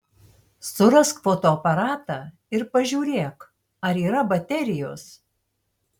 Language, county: Lithuanian, Tauragė